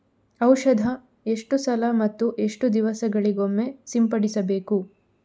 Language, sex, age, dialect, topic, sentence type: Kannada, female, 18-24, Coastal/Dakshin, agriculture, question